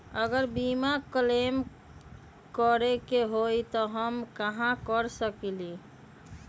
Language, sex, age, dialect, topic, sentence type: Magahi, female, 25-30, Western, banking, question